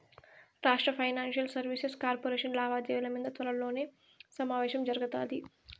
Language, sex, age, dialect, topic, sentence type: Telugu, female, 18-24, Southern, banking, statement